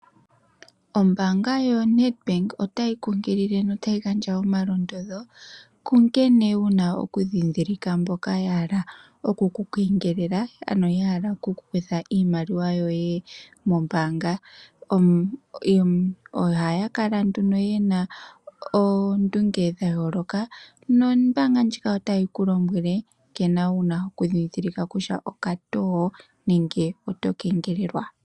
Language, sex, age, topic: Oshiwambo, female, 18-24, finance